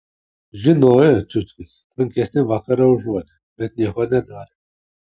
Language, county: Lithuanian, Kaunas